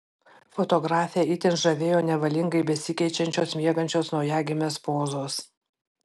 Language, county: Lithuanian, Panevėžys